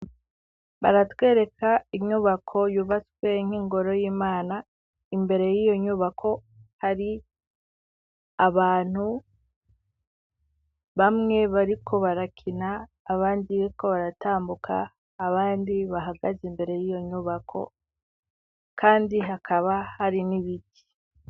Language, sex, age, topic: Rundi, female, 18-24, education